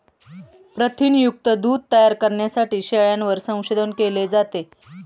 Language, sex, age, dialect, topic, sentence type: Marathi, female, 31-35, Standard Marathi, agriculture, statement